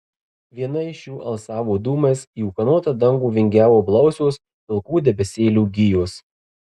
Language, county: Lithuanian, Marijampolė